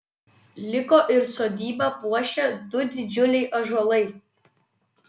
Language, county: Lithuanian, Vilnius